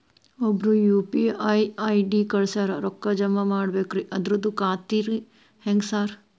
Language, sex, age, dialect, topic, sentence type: Kannada, female, 31-35, Dharwad Kannada, banking, question